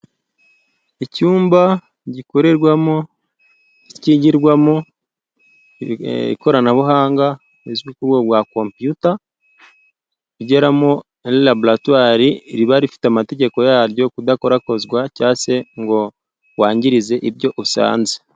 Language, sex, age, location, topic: Kinyarwanda, male, 25-35, Musanze, government